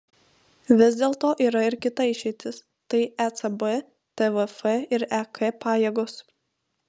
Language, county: Lithuanian, Vilnius